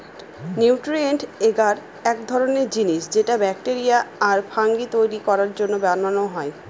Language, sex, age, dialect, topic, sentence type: Bengali, female, 31-35, Northern/Varendri, agriculture, statement